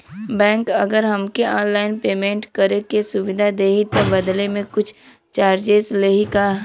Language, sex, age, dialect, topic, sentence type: Bhojpuri, female, 18-24, Western, banking, question